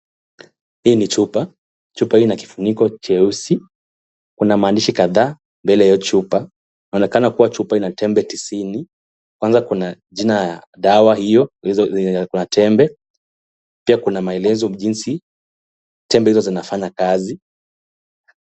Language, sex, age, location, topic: Swahili, male, 18-24, Kisumu, health